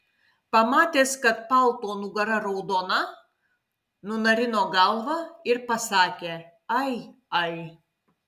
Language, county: Lithuanian, Kaunas